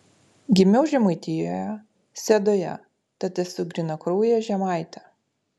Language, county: Lithuanian, Utena